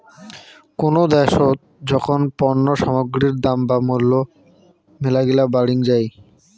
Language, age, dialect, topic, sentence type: Bengali, 18-24, Rajbangshi, banking, statement